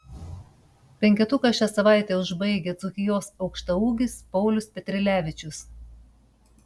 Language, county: Lithuanian, Panevėžys